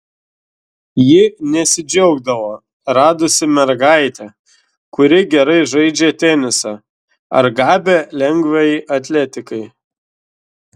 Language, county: Lithuanian, Šiauliai